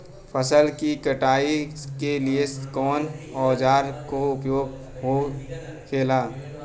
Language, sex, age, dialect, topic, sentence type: Bhojpuri, male, 18-24, Western, agriculture, question